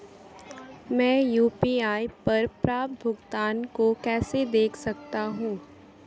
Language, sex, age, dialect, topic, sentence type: Hindi, female, 18-24, Marwari Dhudhari, banking, question